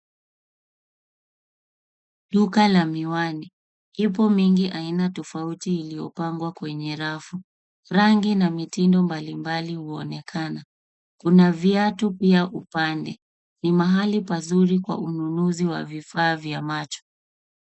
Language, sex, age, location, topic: Swahili, female, 25-35, Nairobi, finance